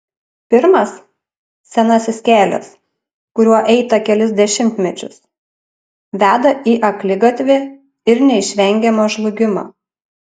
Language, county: Lithuanian, Panevėžys